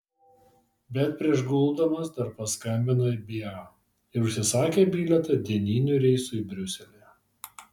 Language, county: Lithuanian, Vilnius